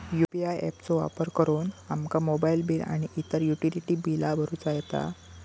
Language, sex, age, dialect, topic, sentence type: Marathi, male, 18-24, Southern Konkan, banking, statement